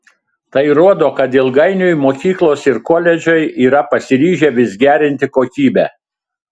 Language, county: Lithuanian, Telšiai